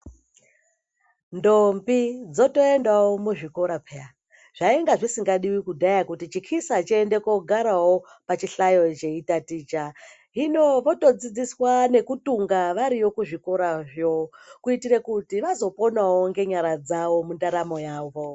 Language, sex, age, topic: Ndau, male, 18-24, education